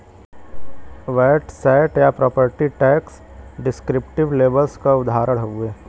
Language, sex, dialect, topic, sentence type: Bhojpuri, male, Western, banking, statement